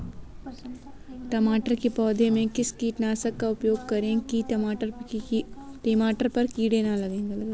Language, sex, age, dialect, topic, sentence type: Hindi, female, 25-30, Kanauji Braj Bhasha, agriculture, question